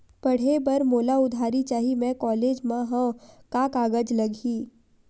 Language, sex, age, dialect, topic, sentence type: Chhattisgarhi, female, 18-24, Western/Budati/Khatahi, banking, question